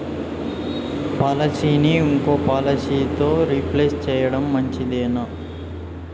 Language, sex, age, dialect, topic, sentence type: Telugu, male, 18-24, Telangana, banking, question